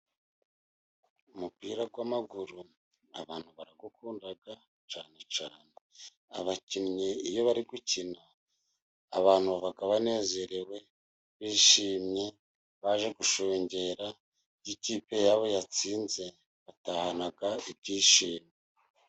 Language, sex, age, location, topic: Kinyarwanda, male, 50+, Musanze, government